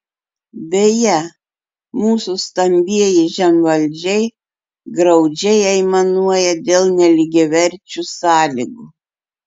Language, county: Lithuanian, Klaipėda